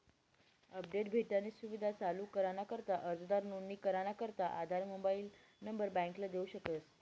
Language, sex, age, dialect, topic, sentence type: Marathi, female, 18-24, Northern Konkan, banking, statement